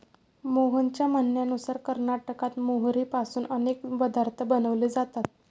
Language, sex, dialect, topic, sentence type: Marathi, female, Standard Marathi, agriculture, statement